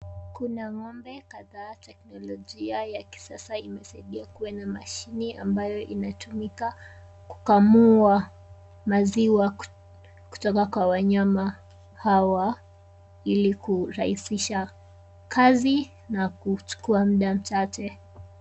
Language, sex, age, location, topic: Swahili, female, 18-24, Kisumu, agriculture